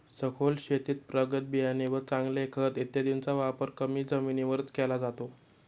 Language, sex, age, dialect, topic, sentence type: Marathi, male, 18-24, Standard Marathi, agriculture, statement